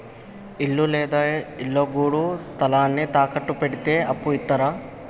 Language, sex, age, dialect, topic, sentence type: Telugu, male, 18-24, Telangana, banking, question